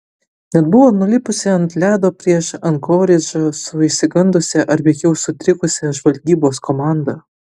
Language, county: Lithuanian, Utena